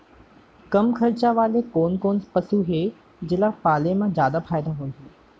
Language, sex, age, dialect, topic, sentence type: Chhattisgarhi, male, 18-24, Central, agriculture, question